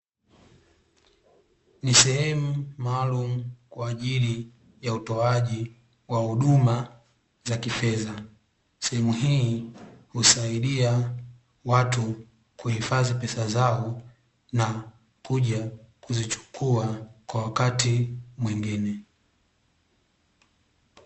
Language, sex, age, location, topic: Swahili, male, 18-24, Dar es Salaam, finance